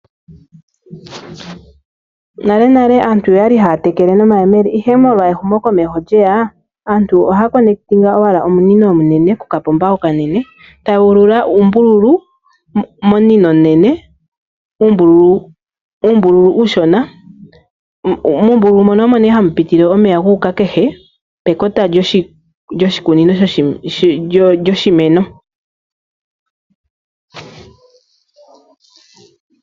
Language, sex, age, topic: Oshiwambo, female, 25-35, agriculture